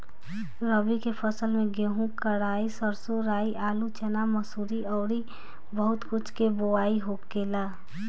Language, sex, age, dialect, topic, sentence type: Bhojpuri, female, 18-24, Northern, agriculture, statement